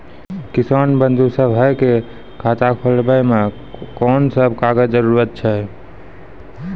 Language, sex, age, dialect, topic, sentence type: Maithili, male, 18-24, Angika, banking, question